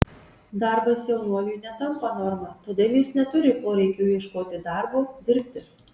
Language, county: Lithuanian, Marijampolė